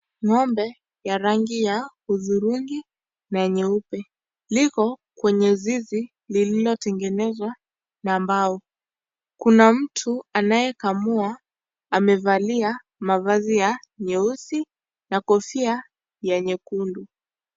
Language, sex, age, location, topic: Swahili, female, 18-24, Kisii, agriculture